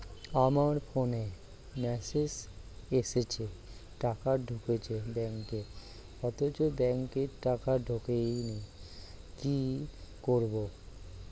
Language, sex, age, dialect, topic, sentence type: Bengali, male, 36-40, Standard Colloquial, banking, question